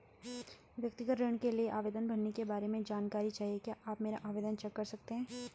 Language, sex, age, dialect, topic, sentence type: Hindi, female, 18-24, Garhwali, banking, question